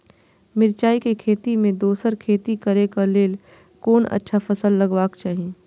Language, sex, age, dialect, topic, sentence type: Maithili, female, 25-30, Eastern / Thethi, agriculture, question